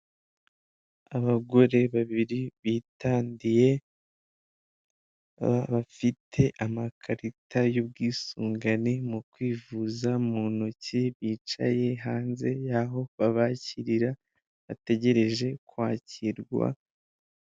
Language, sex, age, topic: Kinyarwanda, male, 18-24, finance